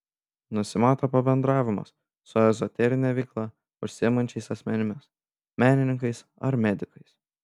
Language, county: Lithuanian, Panevėžys